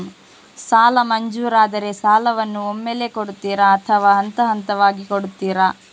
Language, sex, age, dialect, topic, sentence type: Kannada, female, 25-30, Coastal/Dakshin, banking, question